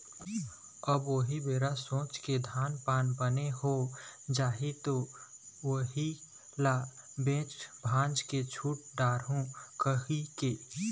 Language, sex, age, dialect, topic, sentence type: Chhattisgarhi, male, 18-24, Eastern, banking, statement